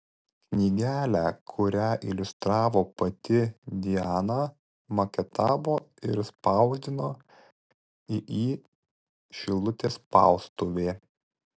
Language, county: Lithuanian, Vilnius